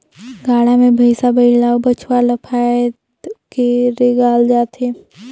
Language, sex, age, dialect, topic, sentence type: Chhattisgarhi, female, 18-24, Northern/Bhandar, agriculture, statement